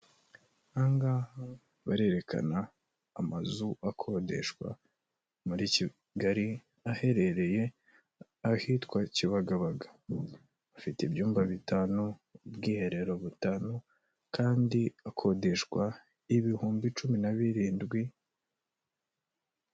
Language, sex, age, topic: Kinyarwanda, male, 18-24, finance